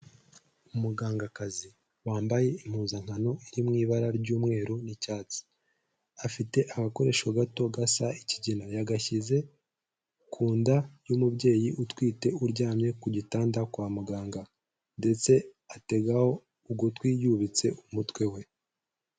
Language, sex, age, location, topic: Kinyarwanda, male, 18-24, Kigali, health